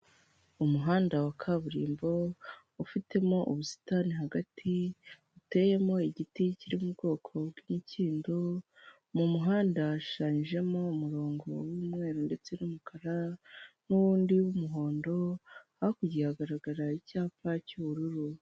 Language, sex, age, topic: Kinyarwanda, female, 18-24, government